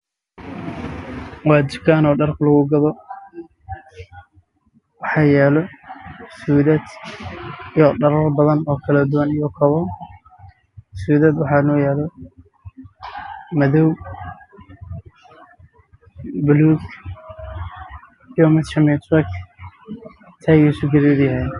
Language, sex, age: Somali, male, 18-24